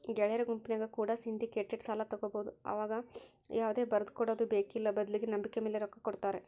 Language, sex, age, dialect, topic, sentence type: Kannada, male, 60-100, Central, banking, statement